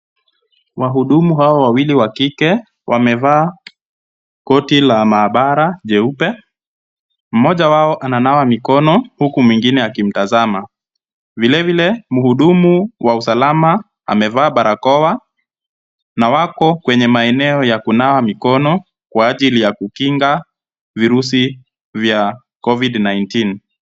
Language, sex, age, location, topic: Swahili, male, 25-35, Kisumu, health